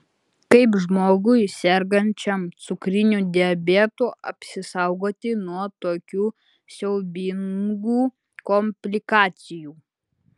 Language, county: Lithuanian, Utena